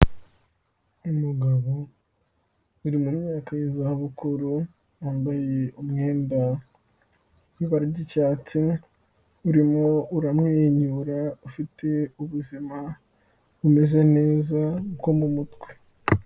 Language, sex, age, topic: Kinyarwanda, male, 18-24, health